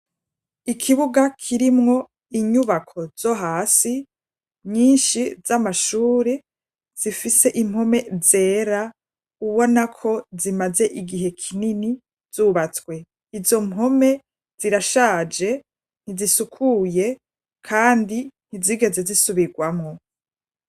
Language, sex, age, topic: Rundi, female, 25-35, education